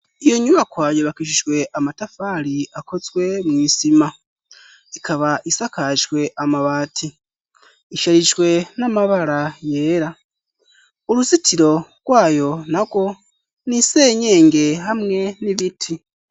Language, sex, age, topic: Rundi, male, 18-24, education